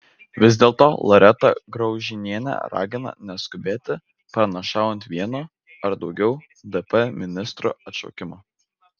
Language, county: Lithuanian, Vilnius